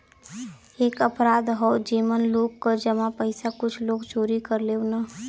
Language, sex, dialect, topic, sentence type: Bhojpuri, female, Western, banking, statement